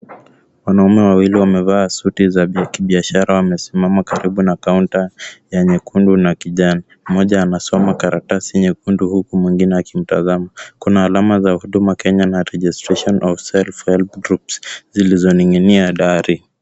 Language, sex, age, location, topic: Swahili, male, 18-24, Kisumu, government